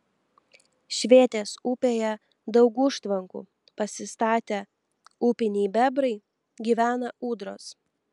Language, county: Lithuanian, Telšiai